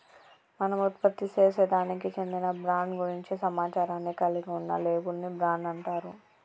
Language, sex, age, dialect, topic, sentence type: Telugu, female, 25-30, Telangana, banking, statement